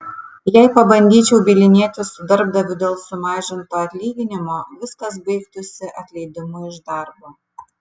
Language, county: Lithuanian, Kaunas